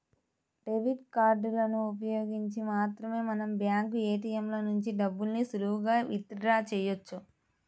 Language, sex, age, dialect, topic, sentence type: Telugu, female, 18-24, Central/Coastal, banking, statement